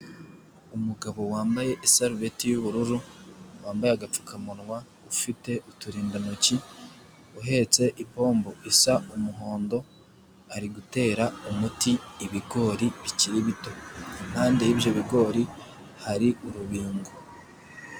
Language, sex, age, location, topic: Kinyarwanda, male, 18-24, Nyagatare, agriculture